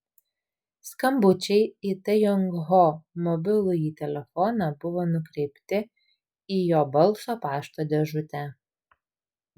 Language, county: Lithuanian, Vilnius